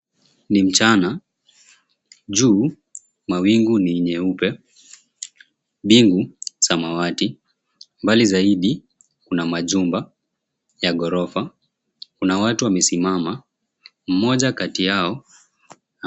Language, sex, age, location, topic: Swahili, male, 18-24, Mombasa, government